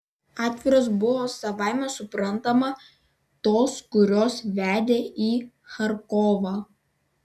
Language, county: Lithuanian, Vilnius